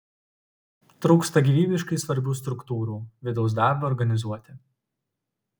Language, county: Lithuanian, Utena